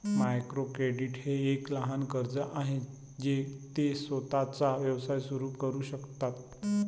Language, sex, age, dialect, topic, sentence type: Marathi, male, 25-30, Varhadi, banking, statement